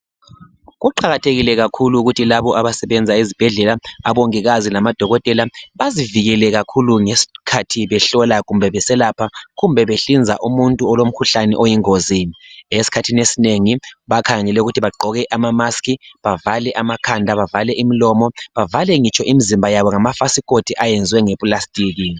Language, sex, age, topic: North Ndebele, male, 36-49, health